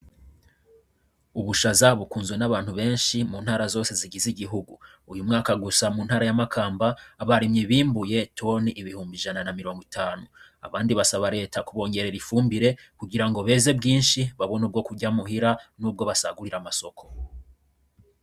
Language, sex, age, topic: Rundi, male, 25-35, agriculture